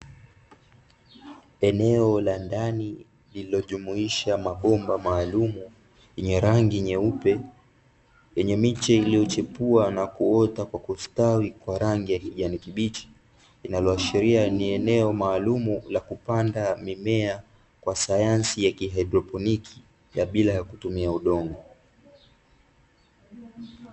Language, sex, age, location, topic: Swahili, male, 18-24, Dar es Salaam, agriculture